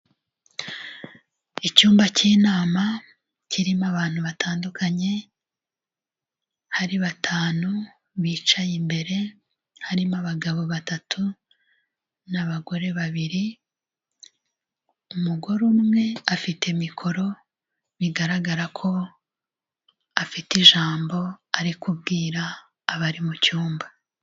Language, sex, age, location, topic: Kinyarwanda, female, 36-49, Kigali, health